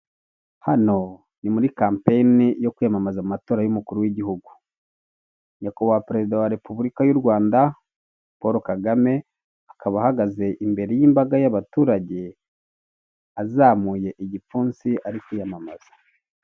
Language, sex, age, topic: Kinyarwanda, male, 36-49, government